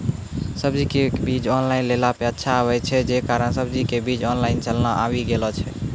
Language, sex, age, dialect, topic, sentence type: Maithili, male, 18-24, Angika, agriculture, question